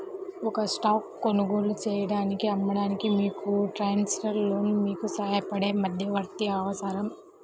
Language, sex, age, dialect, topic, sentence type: Telugu, female, 18-24, Central/Coastal, banking, statement